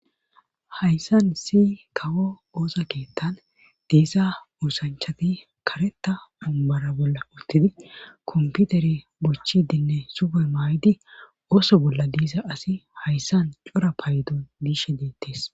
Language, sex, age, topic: Gamo, female, 25-35, government